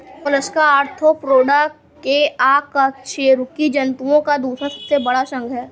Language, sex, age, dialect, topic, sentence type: Hindi, female, 46-50, Awadhi Bundeli, agriculture, statement